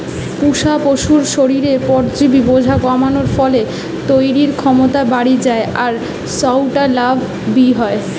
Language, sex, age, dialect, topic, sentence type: Bengali, female, 18-24, Western, agriculture, statement